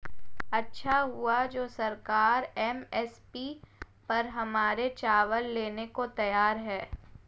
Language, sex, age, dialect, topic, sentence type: Hindi, female, 18-24, Marwari Dhudhari, agriculture, statement